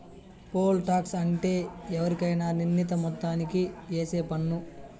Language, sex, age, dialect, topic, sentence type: Telugu, male, 31-35, Southern, banking, statement